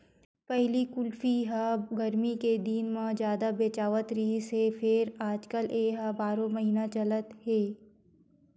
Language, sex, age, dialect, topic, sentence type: Chhattisgarhi, female, 25-30, Western/Budati/Khatahi, agriculture, statement